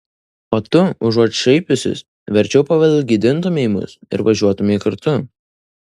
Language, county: Lithuanian, Vilnius